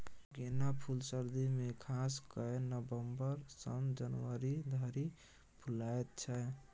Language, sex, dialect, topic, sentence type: Maithili, male, Bajjika, agriculture, statement